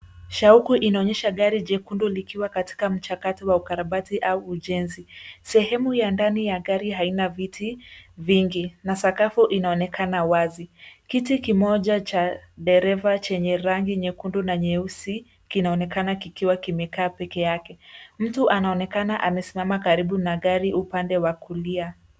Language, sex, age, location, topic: Swahili, female, 18-24, Nairobi, finance